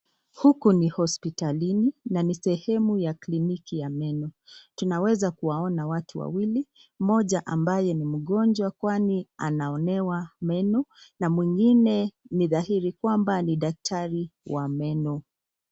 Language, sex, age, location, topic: Swahili, female, 25-35, Nakuru, health